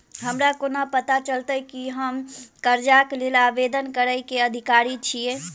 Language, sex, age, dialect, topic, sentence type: Maithili, female, 18-24, Southern/Standard, banking, statement